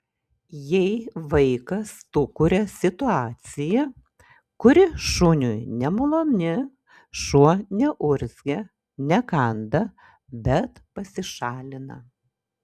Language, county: Lithuanian, Šiauliai